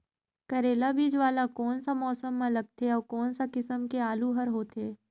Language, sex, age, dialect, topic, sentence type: Chhattisgarhi, female, 31-35, Northern/Bhandar, agriculture, question